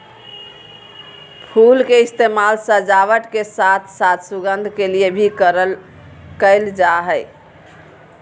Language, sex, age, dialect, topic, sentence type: Magahi, female, 41-45, Southern, agriculture, statement